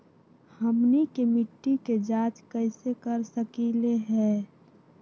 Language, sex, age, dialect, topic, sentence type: Magahi, female, 18-24, Western, agriculture, question